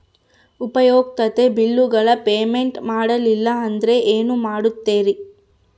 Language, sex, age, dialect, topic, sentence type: Kannada, female, 31-35, Central, banking, question